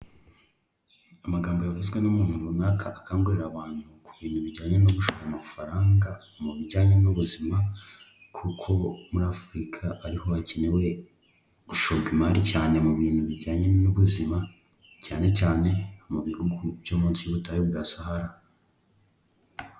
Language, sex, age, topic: Kinyarwanda, male, 18-24, health